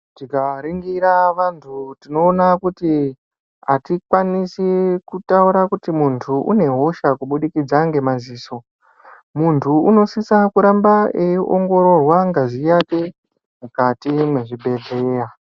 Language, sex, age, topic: Ndau, male, 25-35, health